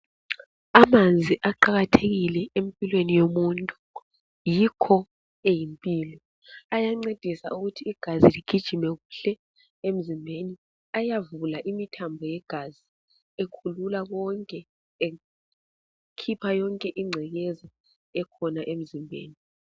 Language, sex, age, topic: North Ndebele, female, 25-35, health